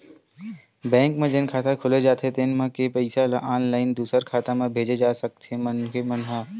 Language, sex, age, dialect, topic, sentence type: Chhattisgarhi, male, 18-24, Western/Budati/Khatahi, banking, statement